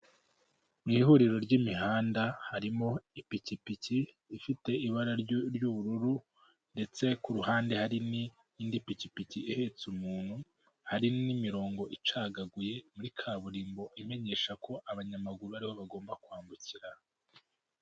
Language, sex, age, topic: Kinyarwanda, male, 18-24, government